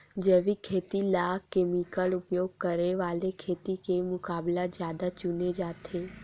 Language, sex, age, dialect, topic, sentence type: Chhattisgarhi, female, 18-24, Western/Budati/Khatahi, agriculture, statement